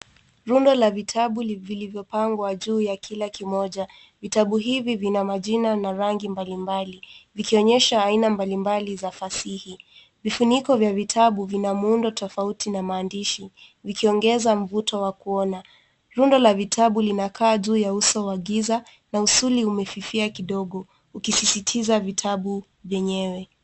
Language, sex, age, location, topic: Swahili, male, 18-24, Nairobi, education